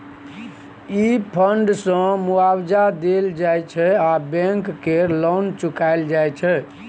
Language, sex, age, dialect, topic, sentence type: Maithili, male, 56-60, Bajjika, banking, statement